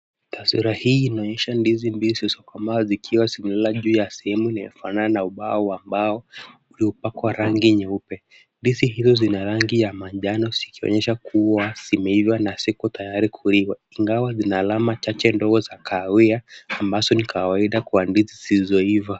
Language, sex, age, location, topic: Swahili, male, 18-24, Kisumu, agriculture